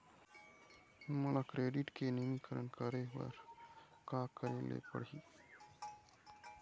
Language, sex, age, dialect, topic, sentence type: Chhattisgarhi, male, 51-55, Eastern, banking, question